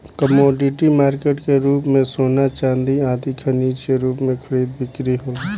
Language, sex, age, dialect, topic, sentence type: Bhojpuri, male, 18-24, Southern / Standard, banking, statement